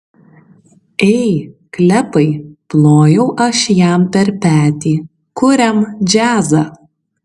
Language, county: Lithuanian, Kaunas